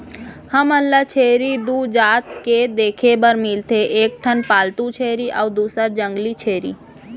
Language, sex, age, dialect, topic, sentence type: Chhattisgarhi, female, 25-30, Central, agriculture, statement